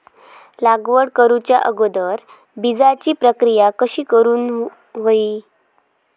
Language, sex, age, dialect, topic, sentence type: Marathi, female, 18-24, Southern Konkan, agriculture, question